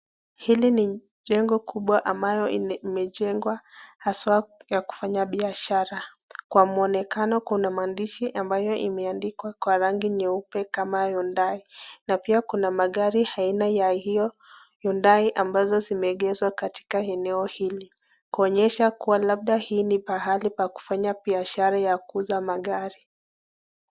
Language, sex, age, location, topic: Swahili, female, 25-35, Nakuru, finance